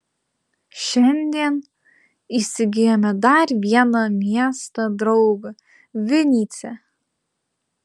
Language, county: Lithuanian, Utena